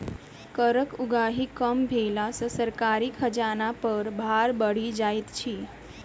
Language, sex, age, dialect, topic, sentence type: Maithili, female, 18-24, Southern/Standard, banking, statement